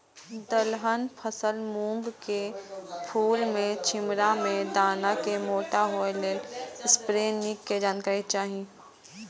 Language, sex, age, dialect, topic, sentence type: Maithili, male, 18-24, Eastern / Thethi, agriculture, question